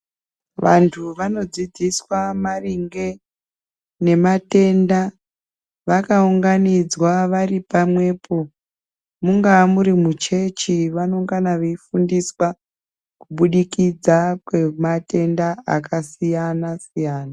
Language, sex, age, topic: Ndau, female, 36-49, health